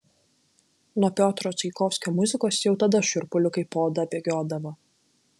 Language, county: Lithuanian, Klaipėda